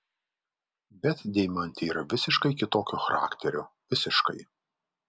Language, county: Lithuanian, Vilnius